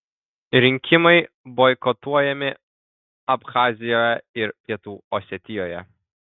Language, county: Lithuanian, Kaunas